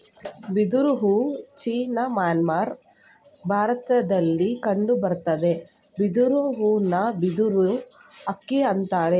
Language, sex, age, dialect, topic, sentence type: Kannada, female, 25-30, Mysore Kannada, agriculture, statement